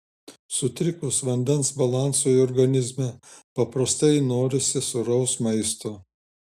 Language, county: Lithuanian, Šiauliai